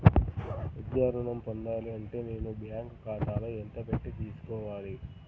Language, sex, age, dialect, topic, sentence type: Telugu, male, 31-35, Central/Coastal, banking, question